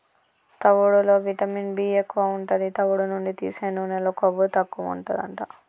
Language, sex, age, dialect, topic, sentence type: Telugu, female, 25-30, Telangana, agriculture, statement